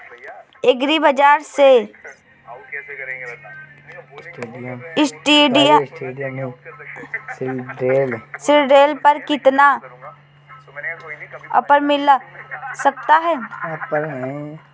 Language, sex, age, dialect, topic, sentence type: Hindi, female, 25-30, Awadhi Bundeli, agriculture, question